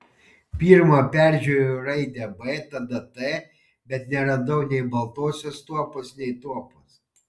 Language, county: Lithuanian, Panevėžys